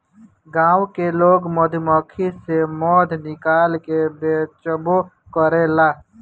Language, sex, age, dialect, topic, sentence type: Bhojpuri, male, 18-24, Northern, agriculture, statement